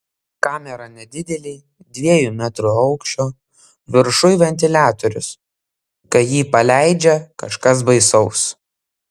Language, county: Lithuanian, Kaunas